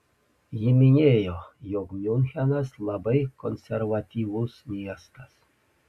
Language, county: Lithuanian, Panevėžys